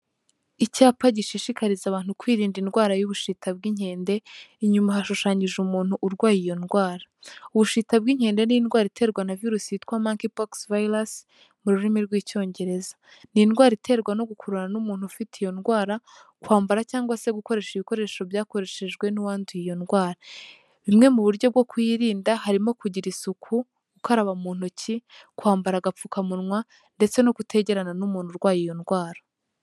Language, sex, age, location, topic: Kinyarwanda, female, 18-24, Kigali, health